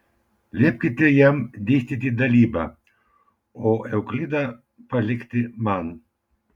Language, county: Lithuanian, Vilnius